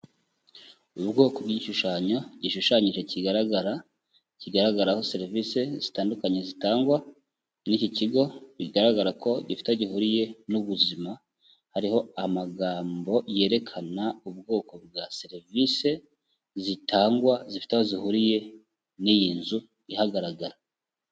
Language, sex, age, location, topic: Kinyarwanda, male, 25-35, Kigali, health